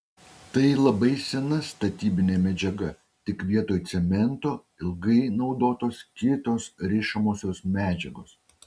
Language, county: Lithuanian, Utena